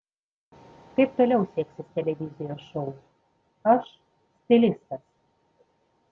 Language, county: Lithuanian, Panevėžys